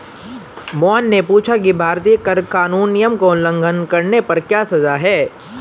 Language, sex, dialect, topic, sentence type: Hindi, male, Hindustani Malvi Khadi Boli, banking, statement